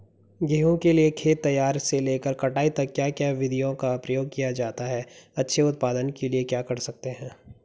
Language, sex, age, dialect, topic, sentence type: Hindi, male, 18-24, Garhwali, agriculture, question